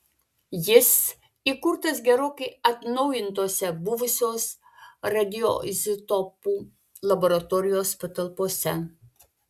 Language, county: Lithuanian, Vilnius